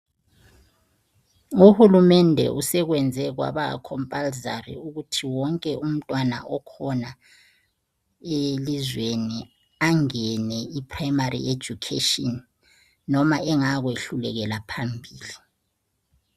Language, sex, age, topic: North Ndebele, female, 36-49, education